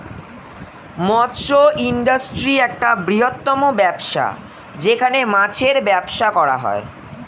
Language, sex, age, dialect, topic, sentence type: Bengali, female, 36-40, Standard Colloquial, agriculture, statement